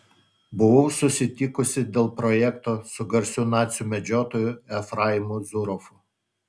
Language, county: Lithuanian, Utena